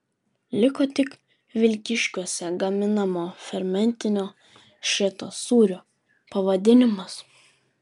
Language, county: Lithuanian, Vilnius